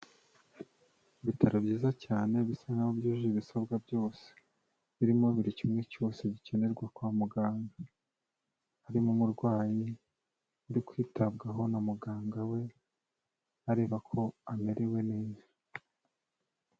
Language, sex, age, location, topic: Kinyarwanda, male, 25-35, Kigali, health